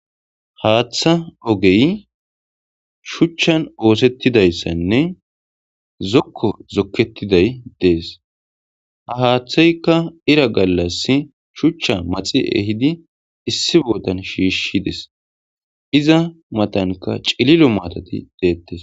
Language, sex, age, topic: Gamo, male, 18-24, government